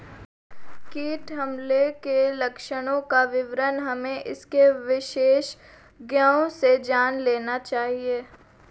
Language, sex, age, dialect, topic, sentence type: Hindi, female, 18-24, Marwari Dhudhari, agriculture, statement